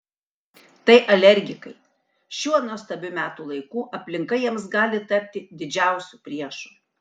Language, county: Lithuanian, Kaunas